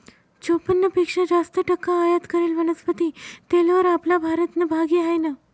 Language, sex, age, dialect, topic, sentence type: Marathi, male, 18-24, Northern Konkan, agriculture, statement